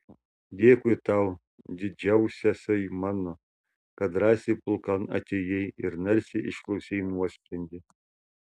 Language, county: Lithuanian, Šiauliai